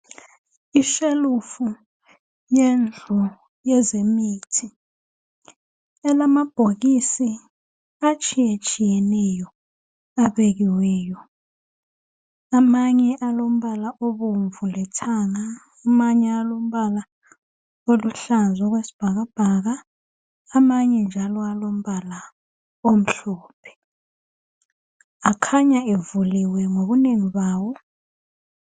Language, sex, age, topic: North Ndebele, female, 25-35, health